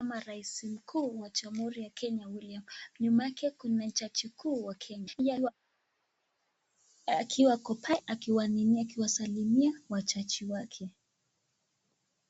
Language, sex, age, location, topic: Swahili, female, 18-24, Nakuru, health